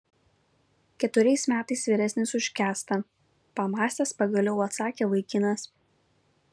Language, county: Lithuanian, Vilnius